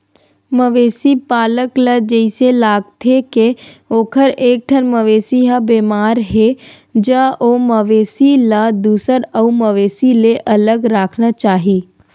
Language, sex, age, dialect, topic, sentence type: Chhattisgarhi, female, 51-55, Western/Budati/Khatahi, agriculture, statement